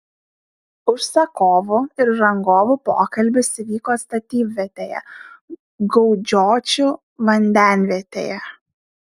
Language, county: Lithuanian, Šiauliai